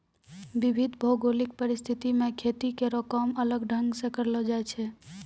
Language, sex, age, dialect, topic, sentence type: Maithili, female, 18-24, Angika, agriculture, statement